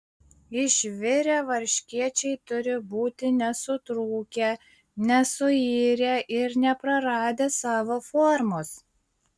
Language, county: Lithuanian, Šiauliai